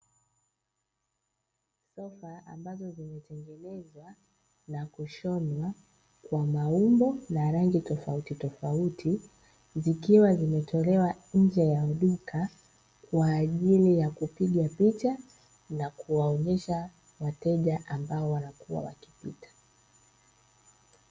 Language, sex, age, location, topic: Swahili, female, 25-35, Dar es Salaam, finance